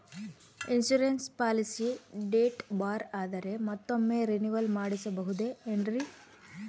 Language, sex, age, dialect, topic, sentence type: Kannada, female, 18-24, Central, banking, question